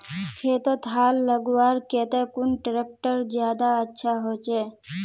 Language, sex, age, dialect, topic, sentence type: Magahi, female, 18-24, Northeastern/Surjapuri, agriculture, question